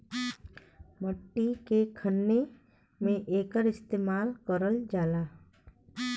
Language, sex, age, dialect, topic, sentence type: Bhojpuri, female, 36-40, Western, agriculture, statement